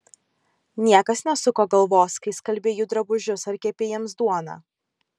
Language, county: Lithuanian, Kaunas